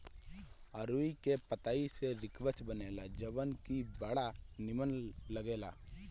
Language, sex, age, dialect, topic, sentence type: Bhojpuri, male, 25-30, Northern, agriculture, statement